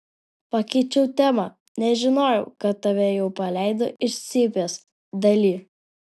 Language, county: Lithuanian, Alytus